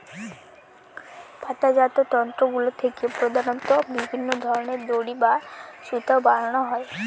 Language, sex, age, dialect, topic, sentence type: Bengali, female, 18-24, Northern/Varendri, agriculture, statement